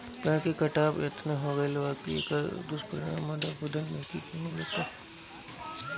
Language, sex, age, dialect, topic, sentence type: Bhojpuri, female, 25-30, Northern, agriculture, statement